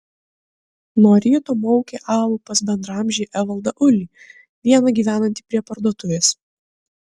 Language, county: Lithuanian, Kaunas